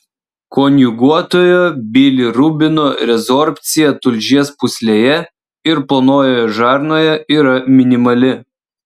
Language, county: Lithuanian, Vilnius